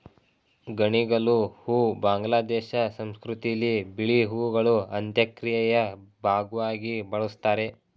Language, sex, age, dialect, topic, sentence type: Kannada, male, 18-24, Mysore Kannada, agriculture, statement